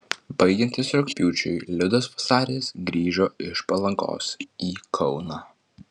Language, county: Lithuanian, Vilnius